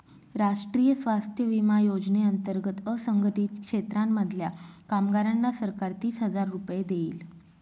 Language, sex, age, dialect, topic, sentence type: Marathi, female, 25-30, Northern Konkan, banking, statement